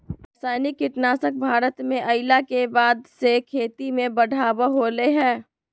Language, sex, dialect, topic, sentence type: Magahi, female, Southern, agriculture, statement